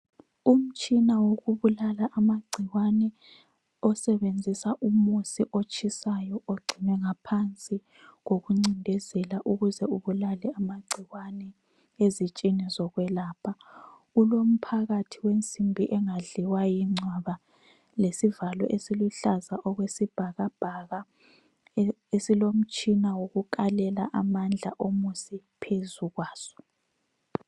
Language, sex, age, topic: North Ndebele, female, 25-35, health